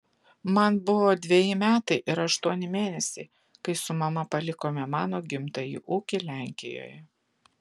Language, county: Lithuanian, Utena